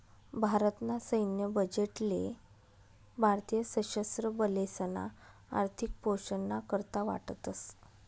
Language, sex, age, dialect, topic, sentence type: Marathi, female, 31-35, Northern Konkan, banking, statement